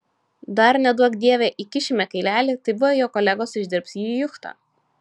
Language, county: Lithuanian, Šiauliai